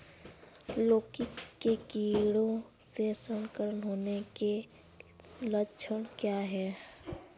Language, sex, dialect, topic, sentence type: Hindi, female, Kanauji Braj Bhasha, agriculture, question